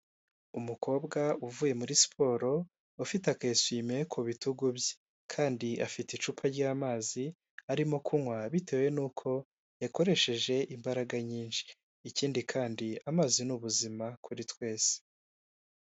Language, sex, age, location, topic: Kinyarwanda, male, 18-24, Huye, health